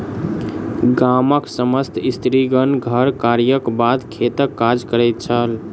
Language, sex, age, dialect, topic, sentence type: Maithili, male, 25-30, Southern/Standard, agriculture, statement